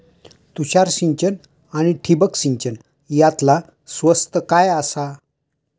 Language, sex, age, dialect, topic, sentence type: Marathi, male, 60-100, Southern Konkan, agriculture, question